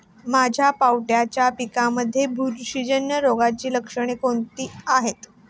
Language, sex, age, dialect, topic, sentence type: Marathi, female, 18-24, Standard Marathi, agriculture, question